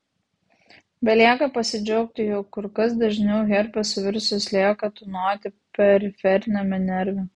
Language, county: Lithuanian, Vilnius